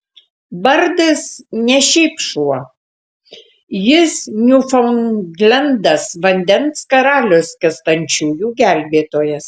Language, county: Lithuanian, Tauragė